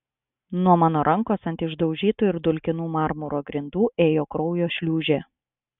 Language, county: Lithuanian, Klaipėda